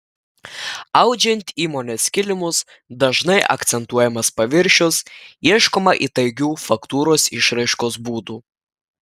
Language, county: Lithuanian, Klaipėda